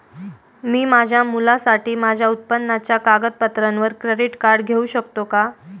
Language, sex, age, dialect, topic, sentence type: Marathi, female, 18-24, Standard Marathi, banking, question